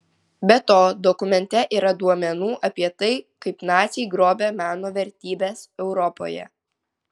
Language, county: Lithuanian, Vilnius